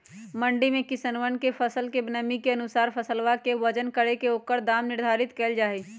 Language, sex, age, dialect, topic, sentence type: Magahi, female, 31-35, Western, agriculture, statement